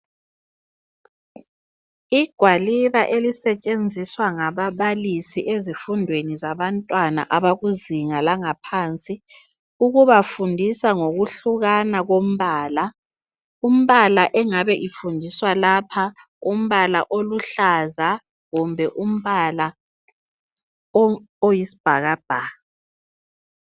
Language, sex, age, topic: North Ndebele, female, 25-35, education